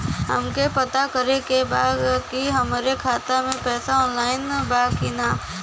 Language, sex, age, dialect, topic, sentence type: Bhojpuri, female, 60-100, Western, banking, question